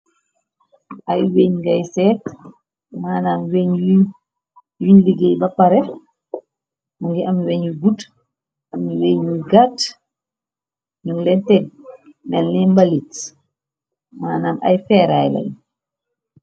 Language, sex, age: Wolof, male, 18-24